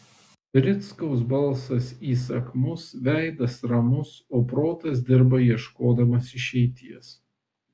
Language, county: Lithuanian, Vilnius